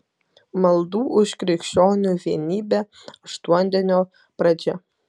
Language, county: Lithuanian, Kaunas